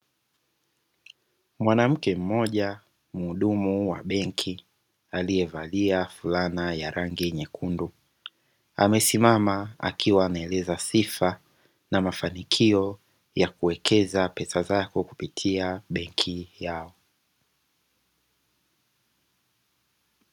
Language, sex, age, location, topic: Swahili, male, 25-35, Dar es Salaam, finance